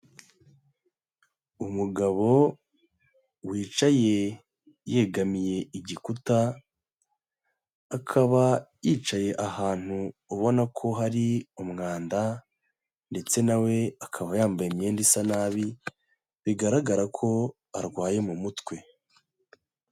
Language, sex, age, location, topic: Kinyarwanda, male, 25-35, Huye, health